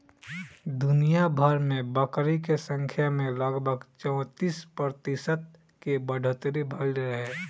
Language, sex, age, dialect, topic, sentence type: Bhojpuri, male, 18-24, Southern / Standard, agriculture, statement